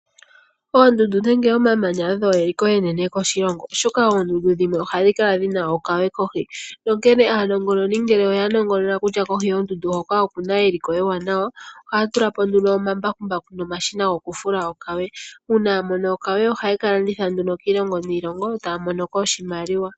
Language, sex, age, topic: Oshiwambo, female, 18-24, agriculture